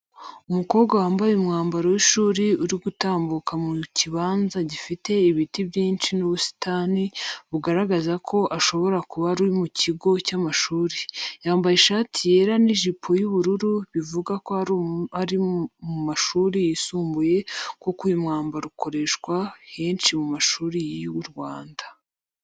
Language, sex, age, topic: Kinyarwanda, female, 25-35, education